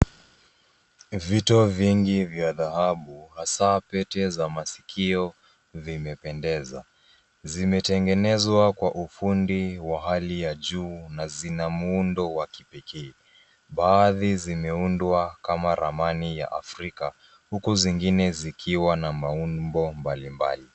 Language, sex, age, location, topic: Swahili, female, 18-24, Nairobi, finance